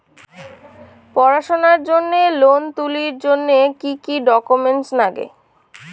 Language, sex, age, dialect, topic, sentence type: Bengali, female, 18-24, Rajbangshi, banking, question